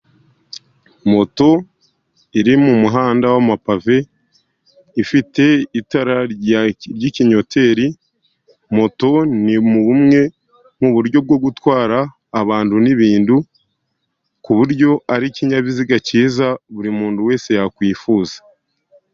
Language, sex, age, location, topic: Kinyarwanda, male, 50+, Musanze, government